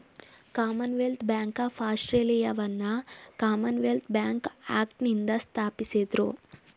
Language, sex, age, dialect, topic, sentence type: Kannada, male, 18-24, Mysore Kannada, banking, statement